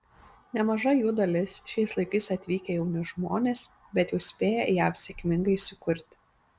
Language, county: Lithuanian, Panevėžys